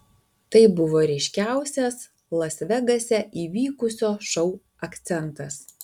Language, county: Lithuanian, Alytus